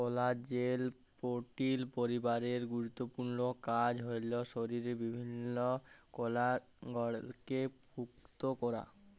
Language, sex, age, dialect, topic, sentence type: Bengali, male, 18-24, Jharkhandi, agriculture, statement